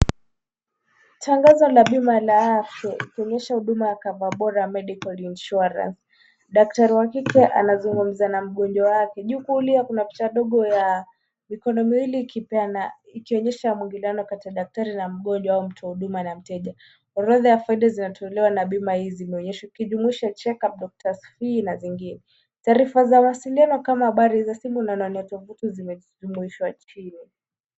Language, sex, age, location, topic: Swahili, female, 18-24, Kisumu, finance